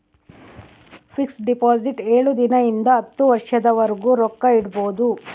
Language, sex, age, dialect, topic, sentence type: Kannada, female, 56-60, Central, banking, statement